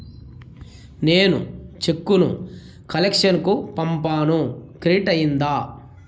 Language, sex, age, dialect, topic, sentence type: Telugu, male, 31-35, Southern, banking, question